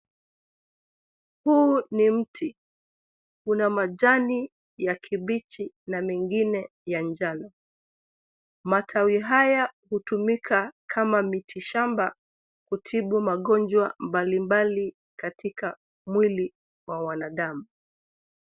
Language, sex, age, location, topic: Swahili, female, 36-49, Nairobi, health